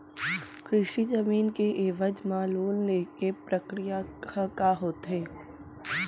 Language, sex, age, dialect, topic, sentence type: Chhattisgarhi, female, 18-24, Central, banking, question